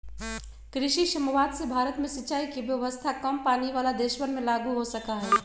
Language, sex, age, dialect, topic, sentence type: Magahi, female, 56-60, Western, agriculture, statement